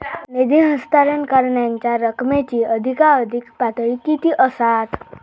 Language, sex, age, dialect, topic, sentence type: Marathi, female, 36-40, Southern Konkan, banking, question